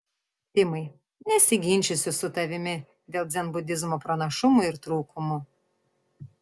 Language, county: Lithuanian, Vilnius